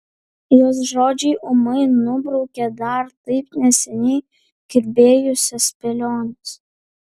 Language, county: Lithuanian, Vilnius